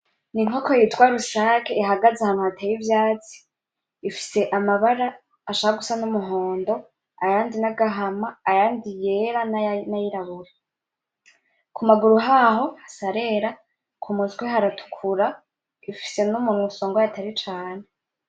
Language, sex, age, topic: Rundi, female, 18-24, agriculture